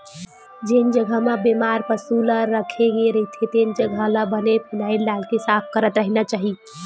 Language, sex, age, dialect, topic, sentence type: Chhattisgarhi, female, 18-24, Western/Budati/Khatahi, agriculture, statement